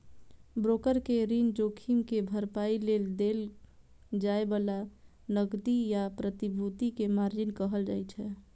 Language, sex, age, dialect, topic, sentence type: Maithili, female, 25-30, Eastern / Thethi, banking, statement